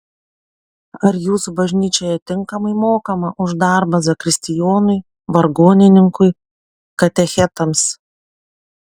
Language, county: Lithuanian, Panevėžys